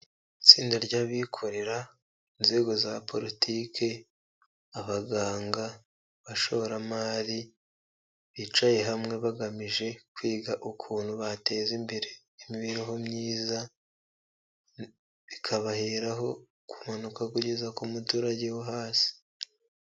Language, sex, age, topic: Kinyarwanda, male, 25-35, health